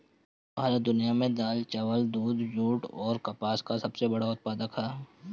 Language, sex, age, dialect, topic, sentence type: Bhojpuri, male, 25-30, Northern, agriculture, statement